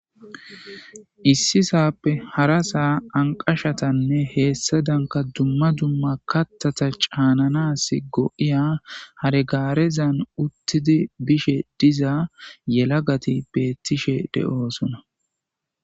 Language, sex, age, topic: Gamo, male, 25-35, government